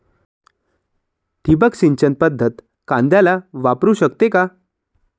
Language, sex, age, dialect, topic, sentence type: Marathi, male, 25-30, Standard Marathi, agriculture, question